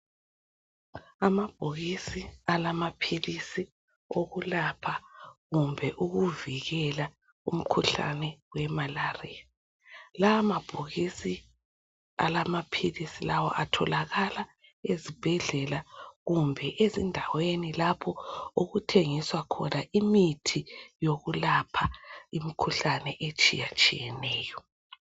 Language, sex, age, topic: North Ndebele, female, 36-49, health